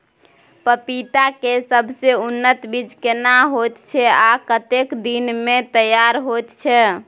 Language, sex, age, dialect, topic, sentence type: Maithili, female, 18-24, Bajjika, agriculture, question